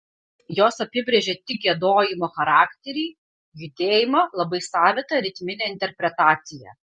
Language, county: Lithuanian, Panevėžys